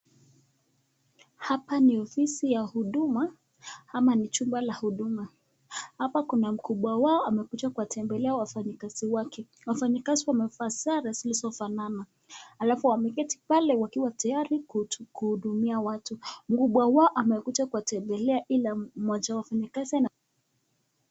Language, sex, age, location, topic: Swahili, male, 25-35, Nakuru, government